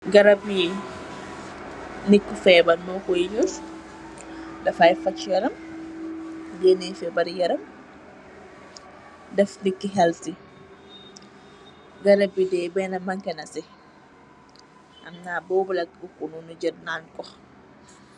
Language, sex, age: Wolof, female, 18-24